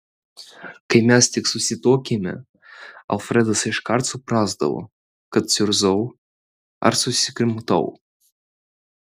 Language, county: Lithuanian, Vilnius